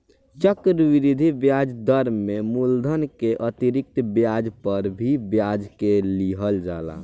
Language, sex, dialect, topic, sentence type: Bhojpuri, male, Southern / Standard, banking, statement